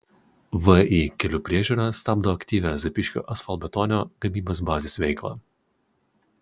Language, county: Lithuanian, Utena